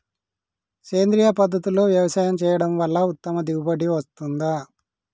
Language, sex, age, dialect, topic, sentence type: Telugu, male, 31-35, Telangana, agriculture, question